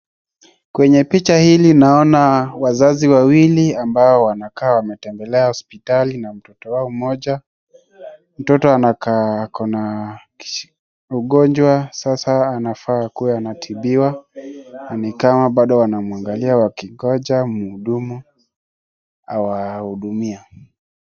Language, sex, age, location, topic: Swahili, male, 18-24, Wajir, health